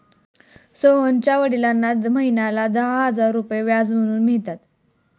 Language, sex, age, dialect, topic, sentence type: Marathi, female, 18-24, Standard Marathi, banking, statement